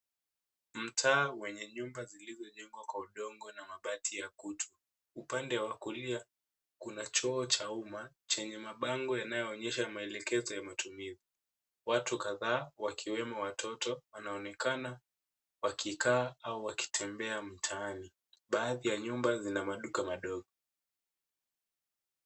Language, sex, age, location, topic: Swahili, female, 18-24, Nairobi, government